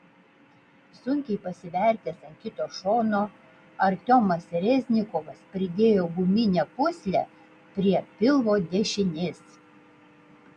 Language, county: Lithuanian, Vilnius